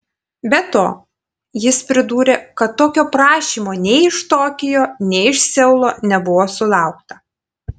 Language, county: Lithuanian, Panevėžys